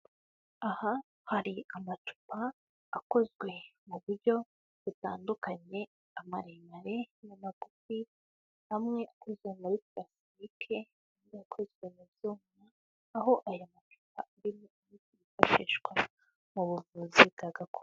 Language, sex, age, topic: Kinyarwanda, female, 18-24, health